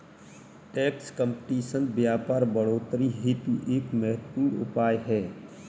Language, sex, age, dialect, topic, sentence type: Hindi, male, 31-35, Kanauji Braj Bhasha, banking, statement